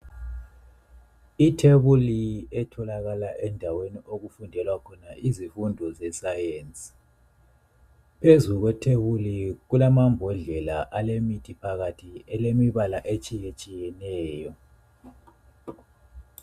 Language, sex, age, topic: North Ndebele, male, 25-35, education